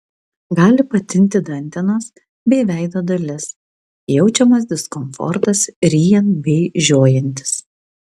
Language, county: Lithuanian, Vilnius